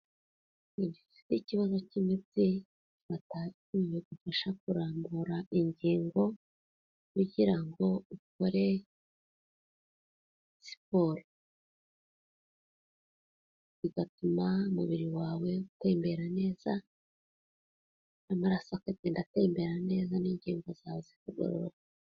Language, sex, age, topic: Kinyarwanda, female, 25-35, health